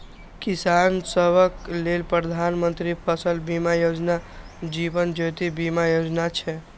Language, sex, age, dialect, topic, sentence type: Maithili, male, 18-24, Eastern / Thethi, banking, statement